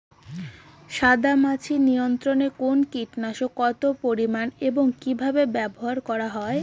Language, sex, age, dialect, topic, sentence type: Bengali, female, 18-24, Rajbangshi, agriculture, question